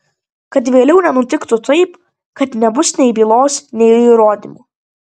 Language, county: Lithuanian, Vilnius